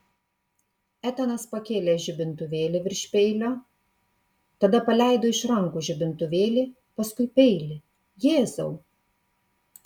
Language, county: Lithuanian, Kaunas